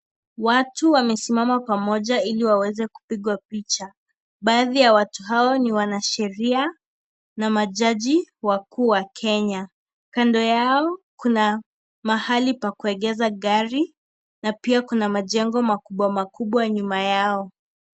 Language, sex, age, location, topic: Swahili, female, 18-24, Kisii, government